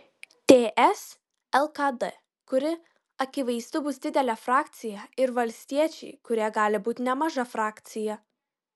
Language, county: Lithuanian, Kaunas